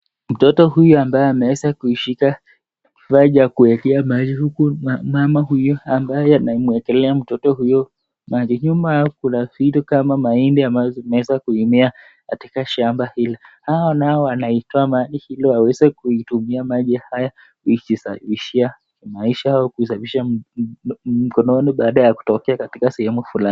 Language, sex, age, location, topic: Swahili, male, 18-24, Nakuru, health